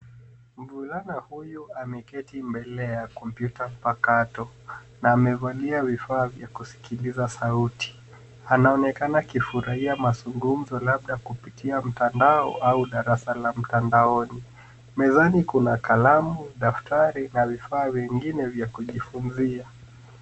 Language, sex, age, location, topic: Swahili, male, 25-35, Nairobi, education